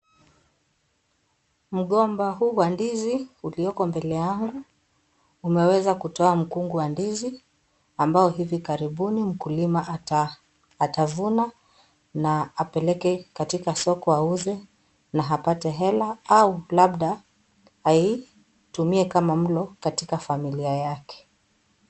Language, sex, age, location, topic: Swahili, female, 25-35, Kisii, agriculture